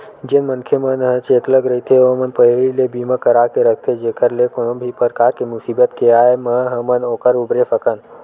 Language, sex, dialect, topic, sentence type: Chhattisgarhi, male, Western/Budati/Khatahi, banking, statement